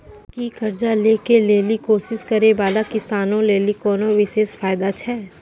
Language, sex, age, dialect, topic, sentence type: Maithili, female, 18-24, Angika, agriculture, statement